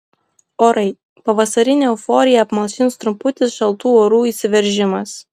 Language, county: Lithuanian, Klaipėda